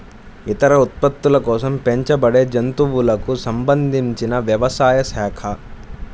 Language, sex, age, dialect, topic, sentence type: Telugu, male, 25-30, Central/Coastal, agriculture, statement